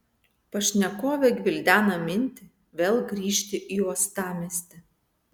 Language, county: Lithuanian, Vilnius